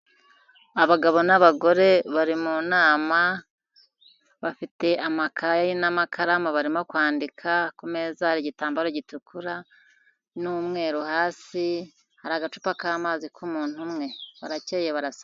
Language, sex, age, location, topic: Kinyarwanda, female, 50+, Kigali, government